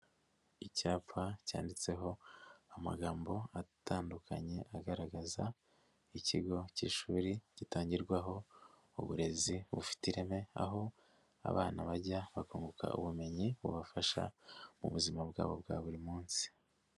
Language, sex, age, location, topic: Kinyarwanda, male, 50+, Nyagatare, education